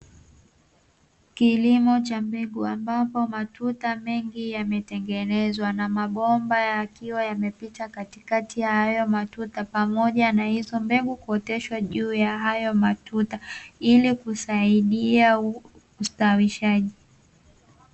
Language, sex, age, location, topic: Swahili, female, 18-24, Dar es Salaam, agriculture